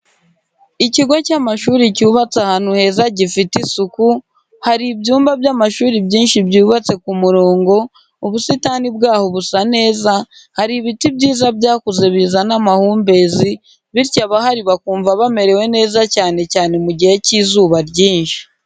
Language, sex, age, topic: Kinyarwanda, female, 25-35, education